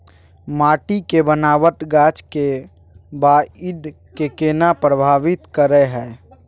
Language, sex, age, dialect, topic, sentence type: Maithili, male, 18-24, Bajjika, agriculture, statement